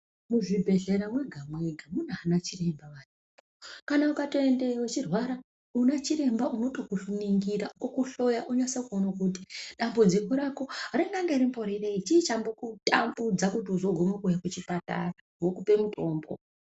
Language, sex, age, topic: Ndau, female, 25-35, health